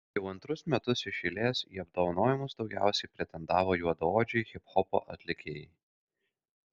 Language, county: Lithuanian, Kaunas